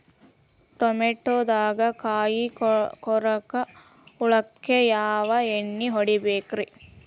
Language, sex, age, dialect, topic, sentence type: Kannada, female, 18-24, Dharwad Kannada, agriculture, question